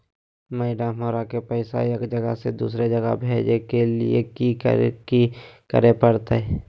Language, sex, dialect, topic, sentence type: Magahi, male, Southern, banking, question